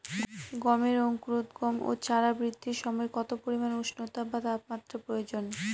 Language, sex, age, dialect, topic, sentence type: Bengali, female, 18-24, Northern/Varendri, agriculture, question